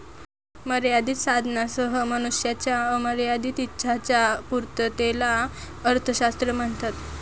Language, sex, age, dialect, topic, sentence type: Marathi, female, 18-24, Northern Konkan, banking, statement